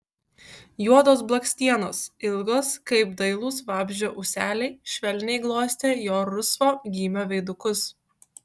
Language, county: Lithuanian, Kaunas